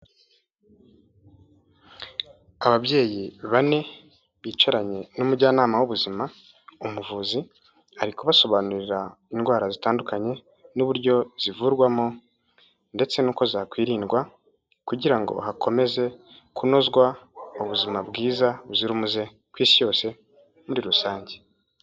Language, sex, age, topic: Kinyarwanda, male, 18-24, health